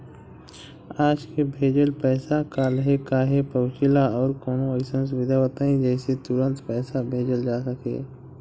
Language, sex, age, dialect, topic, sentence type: Bhojpuri, male, 18-24, Southern / Standard, banking, question